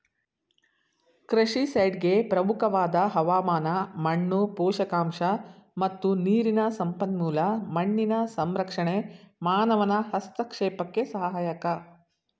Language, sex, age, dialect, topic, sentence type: Kannada, female, 60-100, Mysore Kannada, agriculture, statement